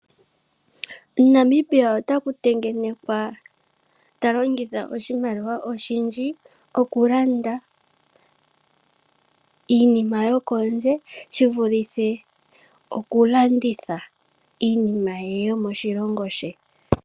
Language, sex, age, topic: Oshiwambo, female, 18-24, finance